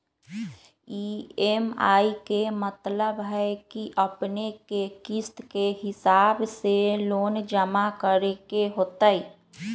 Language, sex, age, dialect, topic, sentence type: Magahi, female, 31-35, Western, banking, question